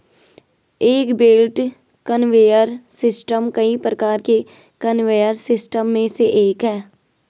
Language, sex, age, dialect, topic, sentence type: Hindi, female, 25-30, Garhwali, agriculture, statement